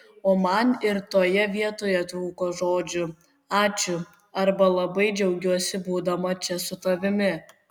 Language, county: Lithuanian, Kaunas